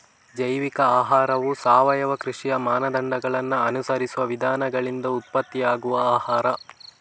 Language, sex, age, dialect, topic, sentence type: Kannada, male, 18-24, Coastal/Dakshin, agriculture, statement